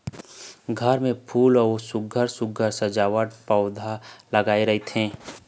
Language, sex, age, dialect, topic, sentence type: Chhattisgarhi, male, 25-30, Eastern, agriculture, statement